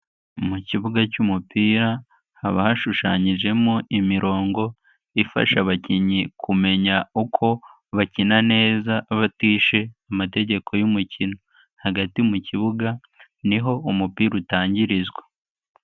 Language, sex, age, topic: Kinyarwanda, male, 18-24, government